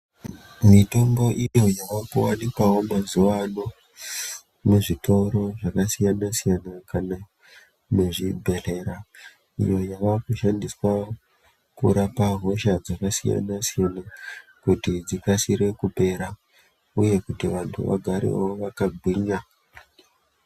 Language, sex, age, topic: Ndau, female, 50+, health